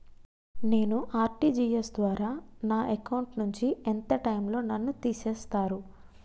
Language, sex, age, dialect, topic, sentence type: Telugu, female, 25-30, Utterandhra, banking, question